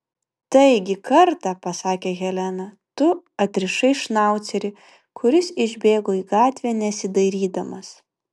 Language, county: Lithuanian, Vilnius